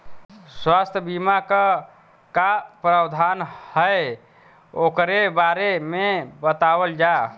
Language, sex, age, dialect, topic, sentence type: Bhojpuri, male, 31-35, Western, agriculture, question